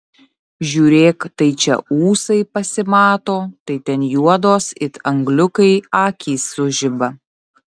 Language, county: Lithuanian, Utena